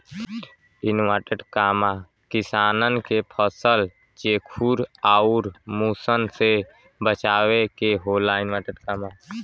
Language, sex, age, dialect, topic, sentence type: Bhojpuri, male, <18, Western, agriculture, statement